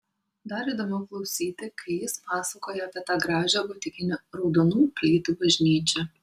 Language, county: Lithuanian, Kaunas